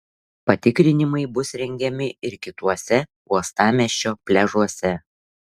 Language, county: Lithuanian, Šiauliai